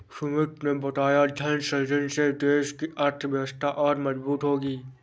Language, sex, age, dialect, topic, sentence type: Hindi, male, 46-50, Awadhi Bundeli, banking, statement